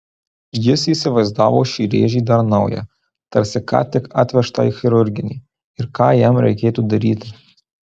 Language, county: Lithuanian, Marijampolė